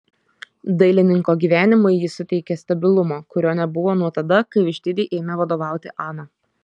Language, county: Lithuanian, Šiauliai